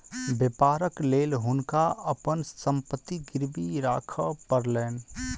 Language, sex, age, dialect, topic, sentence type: Maithili, male, 25-30, Southern/Standard, banking, statement